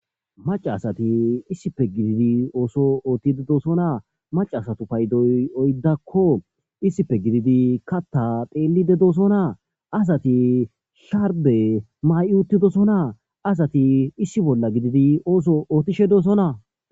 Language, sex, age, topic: Gamo, female, 18-24, agriculture